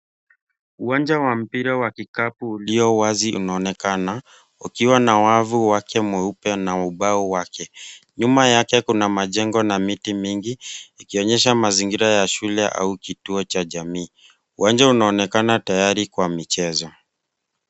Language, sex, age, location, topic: Swahili, male, 25-35, Nairobi, education